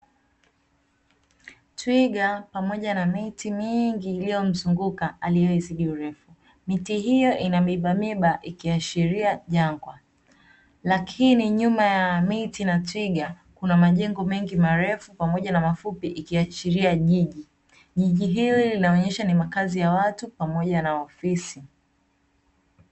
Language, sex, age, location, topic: Swahili, female, 25-35, Dar es Salaam, agriculture